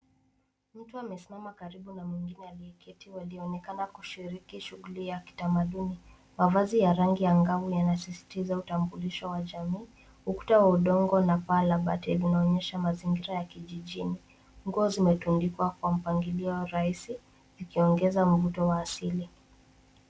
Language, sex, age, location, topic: Swahili, female, 18-24, Nairobi, health